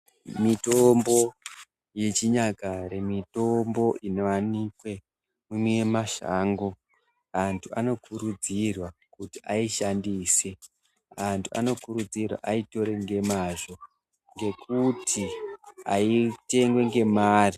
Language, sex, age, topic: Ndau, male, 18-24, health